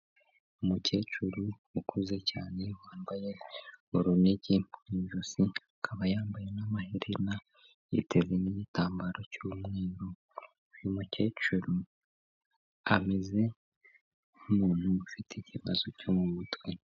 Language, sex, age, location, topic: Kinyarwanda, male, 18-24, Kigali, health